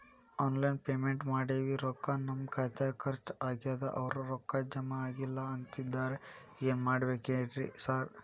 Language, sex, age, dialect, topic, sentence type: Kannada, male, 18-24, Dharwad Kannada, banking, question